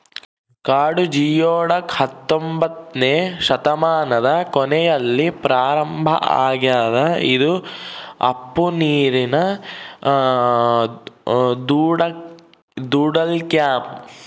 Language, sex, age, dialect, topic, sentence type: Kannada, male, 60-100, Central, agriculture, statement